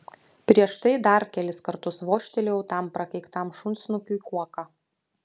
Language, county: Lithuanian, Utena